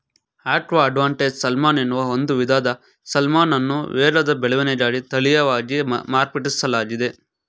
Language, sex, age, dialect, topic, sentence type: Kannada, male, 18-24, Mysore Kannada, agriculture, statement